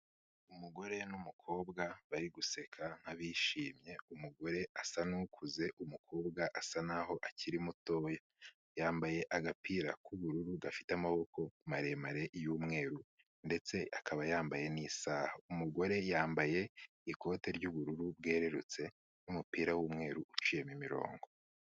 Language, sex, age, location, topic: Kinyarwanda, male, 25-35, Kigali, health